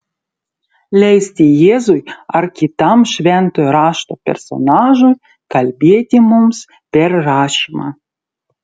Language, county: Lithuanian, Utena